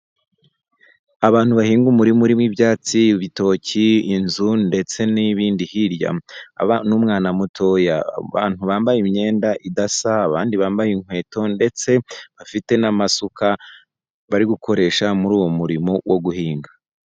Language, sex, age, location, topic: Kinyarwanda, male, 25-35, Huye, agriculture